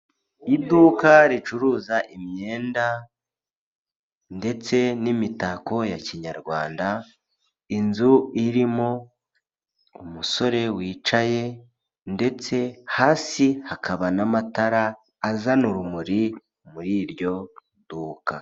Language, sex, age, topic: Kinyarwanda, male, 25-35, finance